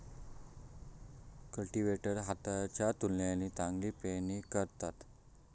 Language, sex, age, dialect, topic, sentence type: Marathi, male, 18-24, Southern Konkan, agriculture, statement